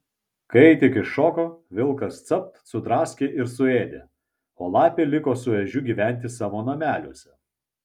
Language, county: Lithuanian, Vilnius